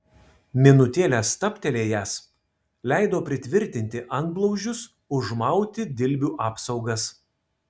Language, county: Lithuanian, Kaunas